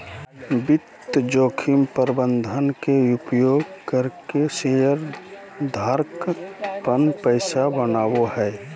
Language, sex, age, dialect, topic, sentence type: Magahi, male, 25-30, Southern, banking, statement